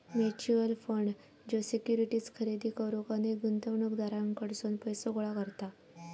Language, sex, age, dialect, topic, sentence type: Marathi, female, 18-24, Southern Konkan, banking, statement